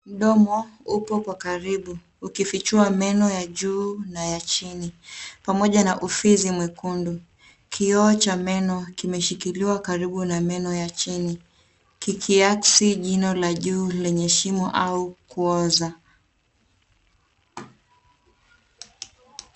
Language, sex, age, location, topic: Swahili, female, 18-24, Nairobi, health